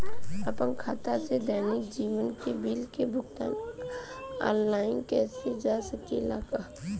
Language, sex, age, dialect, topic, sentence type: Bhojpuri, female, 25-30, Southern / Standard, banking, question